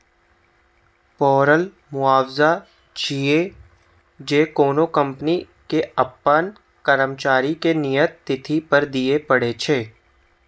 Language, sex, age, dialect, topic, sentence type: Maithili, male, 18-24, Eastern / Thethi, banking, statement